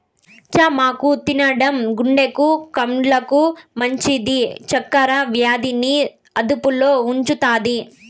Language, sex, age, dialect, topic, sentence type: Telugu, female, 46-50, Southern, agriculture, statement